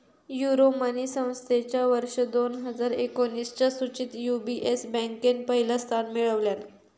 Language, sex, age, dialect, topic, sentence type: Marathi, female, 41-45, Southern Konkan, banking, statement